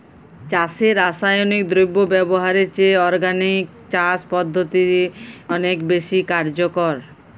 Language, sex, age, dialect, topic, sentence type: Bengali, female, 31-35, Jharkhandi, agriculture, statement